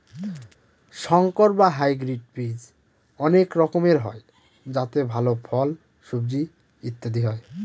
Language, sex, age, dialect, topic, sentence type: Bengali, male, 25-30, Northern/Varendri, agriculture, statement